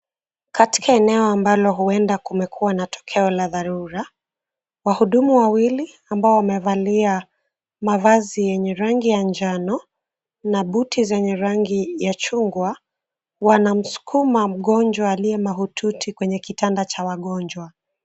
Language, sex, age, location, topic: Swahili, female, 18-24, Nairobi, health